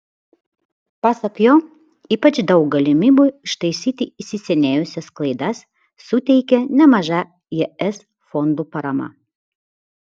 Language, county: Lithuanian, Vilnius